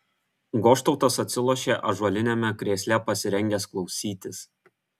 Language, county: Lithuanian, Kaunas